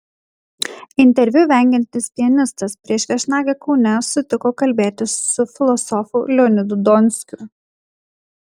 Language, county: Lithuanian, Kaunas